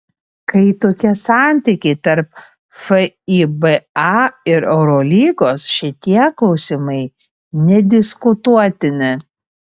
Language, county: Lithuanian, Panevėžys